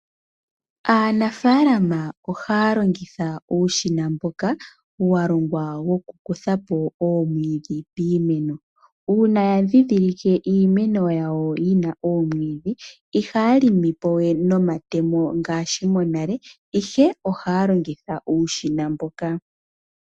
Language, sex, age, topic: Oshiwambo, female, 18-24, agriculture